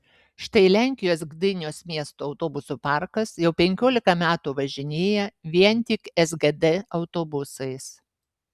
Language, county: Lithuanian, Vilnius